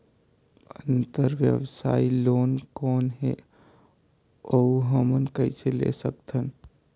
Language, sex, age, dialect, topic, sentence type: Chhattisgarhi, male, 18-24, Northern/Bhandar, banking, question